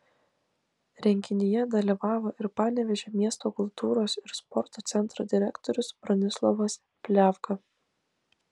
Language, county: Lithuanian, Klaipėda